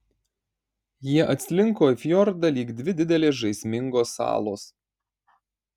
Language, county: Lithuanian, Marijampolė